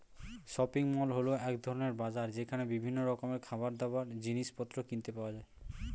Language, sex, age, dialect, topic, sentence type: Bengali, male, 18-24, Standard Colloquial, agriculture, statement